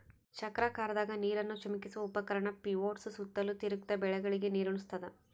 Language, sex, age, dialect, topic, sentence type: Kannada, female, 18-24, Central, agriculture, statement